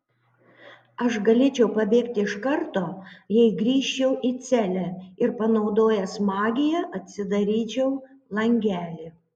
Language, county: Lithuanian, Panevėžys